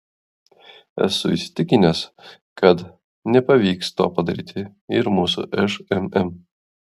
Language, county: Lithuanian, Klaipėda